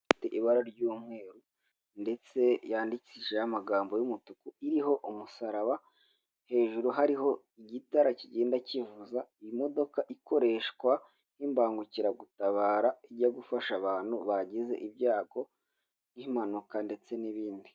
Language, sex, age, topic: Kinyarwanda, male, 18-24, government